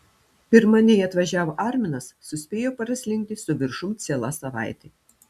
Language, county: Lithuanian, Telšiai